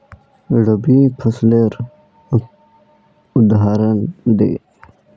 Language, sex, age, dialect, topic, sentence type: Magahi, male, 25-30, Northeastern/Surjapuri, agriculture, question